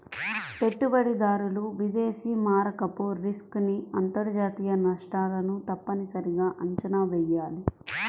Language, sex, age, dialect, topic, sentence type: Telugu, female, 25-30, Central/Coastal, banking, statement